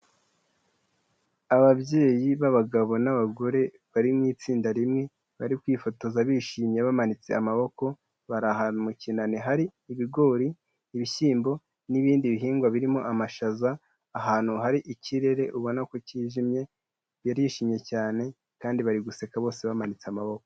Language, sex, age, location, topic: Kinyarwanda, male, 18-24, Kigali, health